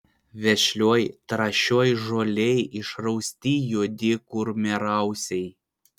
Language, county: Lithuanian, Vilnius